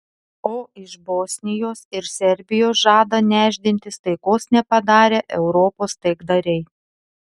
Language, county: Lithuanian, Telšiai